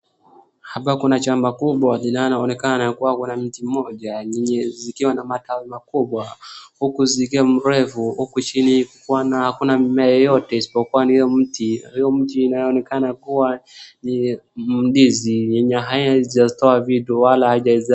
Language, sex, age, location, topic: Swahili, male, 25-35, Wajir, agriculture